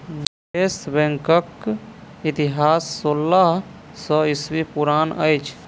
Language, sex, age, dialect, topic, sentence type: Maithili, male, 25-30, Southern/Standard, banking, statement